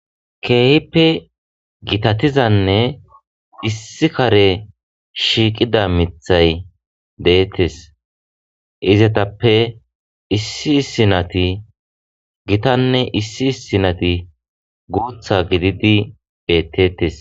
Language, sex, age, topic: Gamo, male, 25-35, agriculture